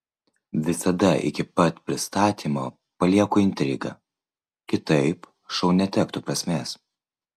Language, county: Lithuanian, Vilnius